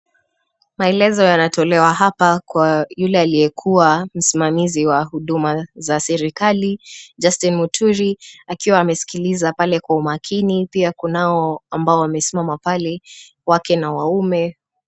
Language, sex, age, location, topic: Swahili, female, 25-35, Kisumu, government